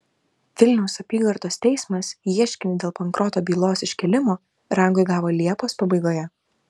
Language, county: Lithuanian, Vilnius